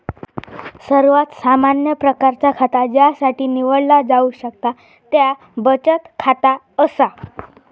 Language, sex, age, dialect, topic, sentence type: Marathi, female, 36-40, Southern Konkan, banking, statement